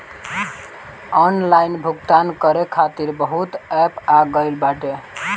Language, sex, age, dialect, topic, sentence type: Bhojpuri, male, 18-24, Northern, banking, statement